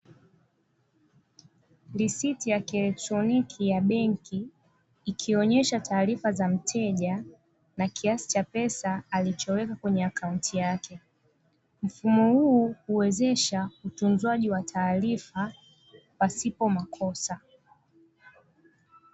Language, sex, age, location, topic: Swahili, female, 25-35, Dar es Salaam, finance